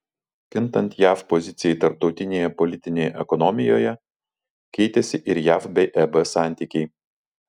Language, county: Lithuanian, Vilnius